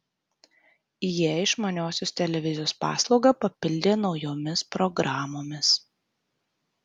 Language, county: Lithuanian, Tauragė